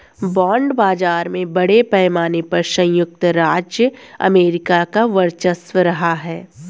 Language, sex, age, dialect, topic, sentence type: Hindi, female, 18-24, Hindustani Malvi Khadi Boli, banking, statement